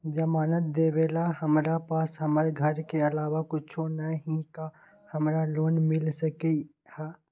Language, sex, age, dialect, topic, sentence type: Magahi, male, 25-30, Western, banking, question